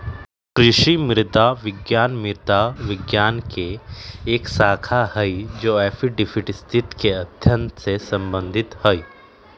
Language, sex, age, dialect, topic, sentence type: Magahi, male, 25-30, Western, agriculture, statement